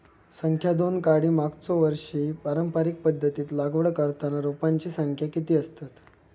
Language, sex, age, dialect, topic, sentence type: Marathi, male, 25-30, Southern Konkan, agriculture, question